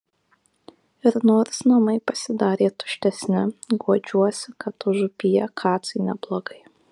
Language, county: Lithuanian, Kaunas